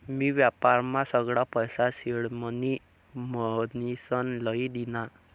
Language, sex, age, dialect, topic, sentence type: Marathi, male, 18-24, Northern Konkan, banking, statement